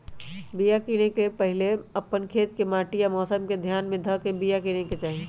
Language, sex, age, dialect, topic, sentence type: Magahi, male, 18-24, Western, agriculture, statement